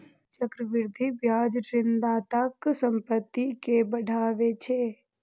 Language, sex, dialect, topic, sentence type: Maithili, female, Eastern / Thethi, banking, statement